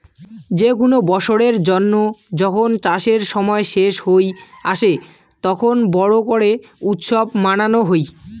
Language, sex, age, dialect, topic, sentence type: Bengali, male, 18-24, Rajbangshi, agriculture, statement